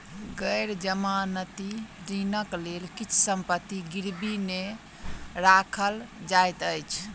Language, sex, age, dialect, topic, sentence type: Maithili, female, 25-30, Southern/Standard, banking, statement